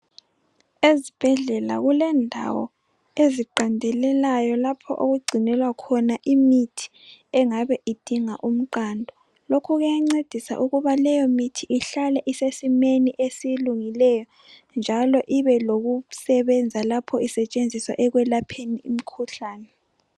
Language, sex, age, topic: North Ndebele, female, 25-35, health